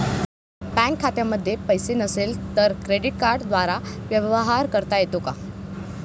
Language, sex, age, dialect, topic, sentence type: Marathi, female, 18-24, Standard Marathi, banking, question